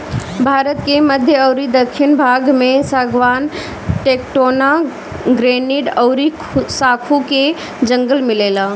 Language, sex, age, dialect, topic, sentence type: Bhojpuri, female, 31-35, Northern, agriculture, statement